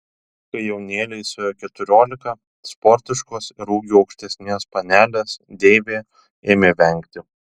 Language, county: Lithuanian, Telšiai